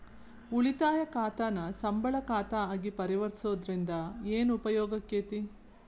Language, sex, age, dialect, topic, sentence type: Kannada, female, 36-40, Dharwad Kannada, banking, statement